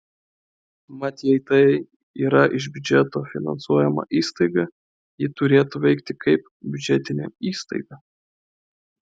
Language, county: Lithuanian, Klaipėda